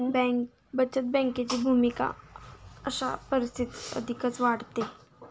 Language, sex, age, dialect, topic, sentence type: Marathi, female, 18-24, Standard Marathi, banking, statement